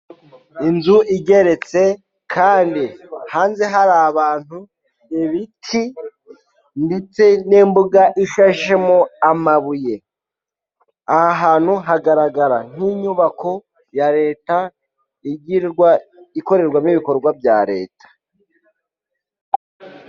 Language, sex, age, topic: Kinyarwanda, male, 25-35, government